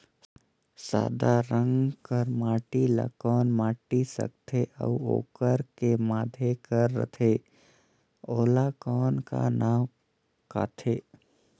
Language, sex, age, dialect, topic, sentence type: Chhattisgarhi, male, 18-24, Northern/Bhandar, agriculture, question